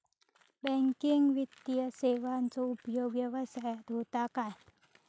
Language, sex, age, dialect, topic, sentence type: Marathi, female, 25-30, Southern Konkan, banking, question